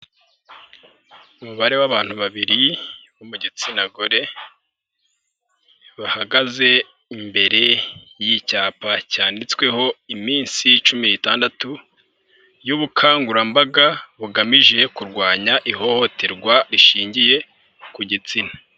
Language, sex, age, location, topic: Kinyarwanda, male, 25-35, Nyagatare, health